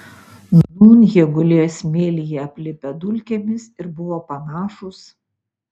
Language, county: Lithuanian, Utena